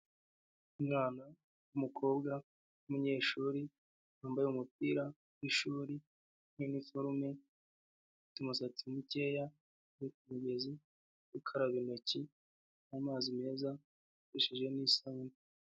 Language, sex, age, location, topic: Kinyarwanda, male, 25-35, Huye, health